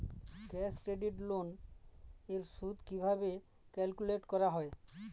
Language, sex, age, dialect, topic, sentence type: Bengali, male, 36-40, Northern/Varendri, banking, question